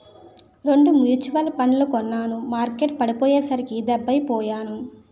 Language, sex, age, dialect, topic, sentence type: Telugu, female, 25-30, Utterandhra, banking, statement